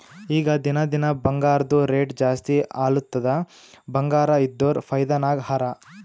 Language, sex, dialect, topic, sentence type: Kannada, male, Northeastern, banking, statement